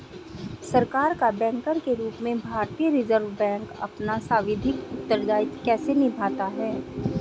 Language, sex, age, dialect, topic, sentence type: Hindi, female, 36-40, Hindustani Malvi Khadi Boli, banking, question